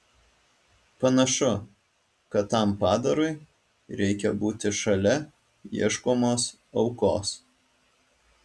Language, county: Lithuanian, Alytus